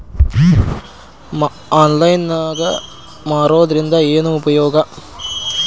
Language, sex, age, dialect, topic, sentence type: Kannada, male, 18-24, Dharwad Kannada, agriculture, question